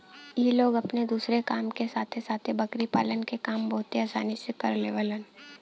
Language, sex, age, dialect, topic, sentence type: Bhojpuri, female, 18-24, Western, agriculture, statement